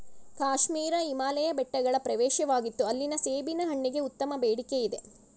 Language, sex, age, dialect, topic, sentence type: Kannada, female, 56-60, Mysore Kannada, agriculture, statement